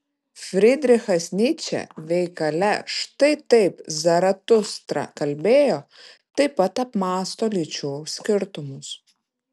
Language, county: Lithuanian, Vilnius